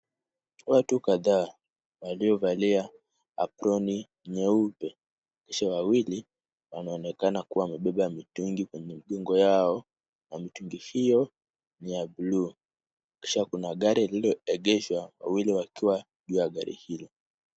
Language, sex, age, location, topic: Swahili, male, 18-24, Kisumu, health